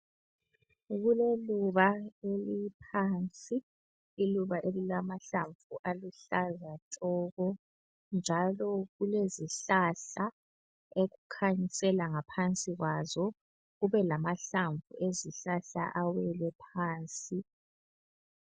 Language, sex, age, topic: North Ndebele, female, 25-35, health